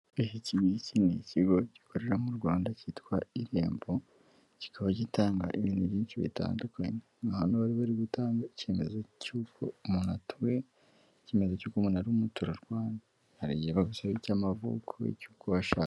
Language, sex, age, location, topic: Kinyarwanda, female, 18-24, Kigali, government